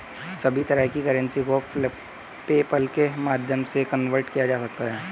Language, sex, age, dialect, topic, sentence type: Hindi, male, 18-24, Hindustani Malvi Khadi Boli, banking, statement